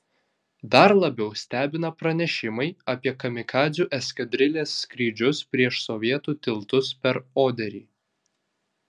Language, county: Lithuanian, Vilnius